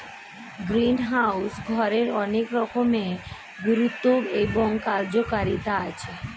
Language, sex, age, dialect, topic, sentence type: Bengali, female, 36-40, Standard Colloquial, agriculture, statement